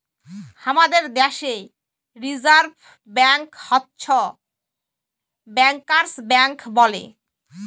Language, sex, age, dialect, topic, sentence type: Bengali, female, 18-24, Jharkhandi, banking, statement